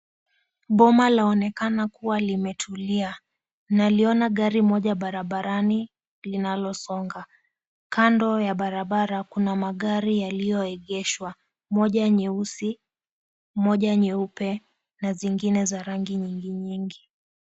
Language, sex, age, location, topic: Swahili, female, 18-24, Mombasa, government